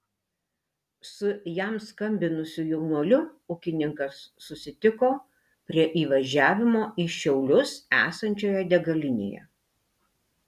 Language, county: Lithuanian, Alytus